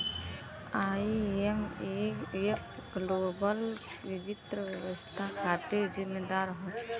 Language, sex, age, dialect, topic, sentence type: Bhojpuri, female, 25-30, Western, banking, statement